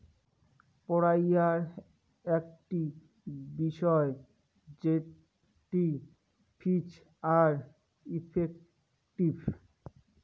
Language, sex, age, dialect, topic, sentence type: Bengali, male, 18-24, Rajbangshi, banking, statement